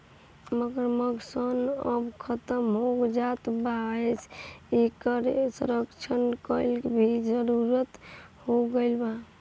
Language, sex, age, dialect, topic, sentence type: Bhojpuri, female, 18-24, Northern, agriculture, statement